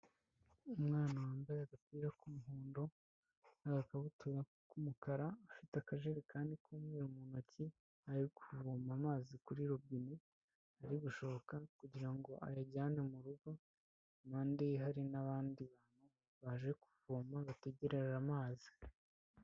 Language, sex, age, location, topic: Kinyarwanda, female, 25-35, Kigali, health